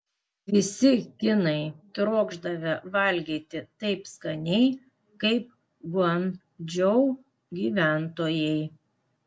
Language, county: Lithuanian, Klaipėda